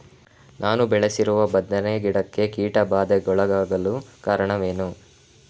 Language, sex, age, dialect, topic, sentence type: Kannada, male, 25-30, Coastal/Dakshin, agriculture, question